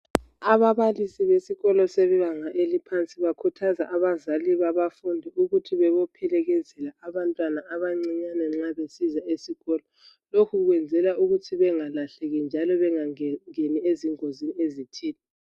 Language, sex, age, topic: North Ndebele, female, 36-49, education